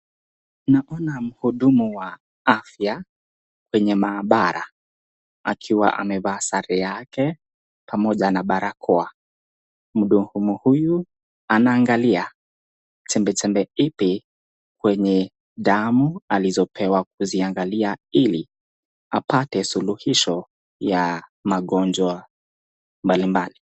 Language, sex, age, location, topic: Swahili, male, 18-24, Nakuru, health